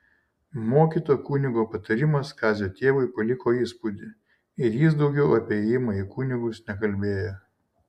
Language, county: Lithuanian, Šiauliai